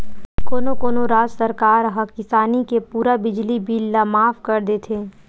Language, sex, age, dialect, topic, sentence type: Chhattisgarhi, female, 18-24, Western/Budati/Khatahi, agriculture, statement